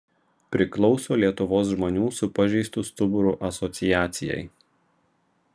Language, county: Lithuanian, Vilnius